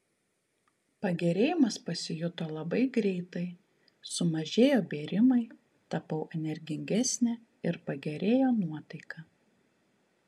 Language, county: Lithuanian, Kaunas